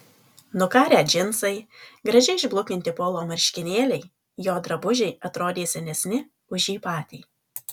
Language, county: Lithuanian, Alytus